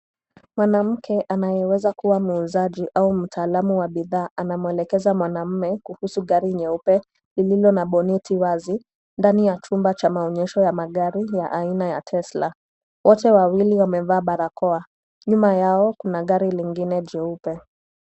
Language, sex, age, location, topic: Swahili, female, 18-24, Nairobi, finance